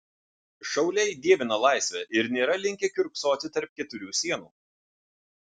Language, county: Lithuanian, Vilnius